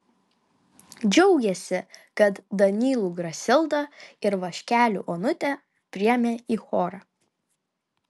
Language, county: Lithuanian, Kaunas